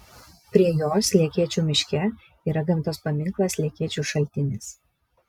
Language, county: Lithuanian, Vilnius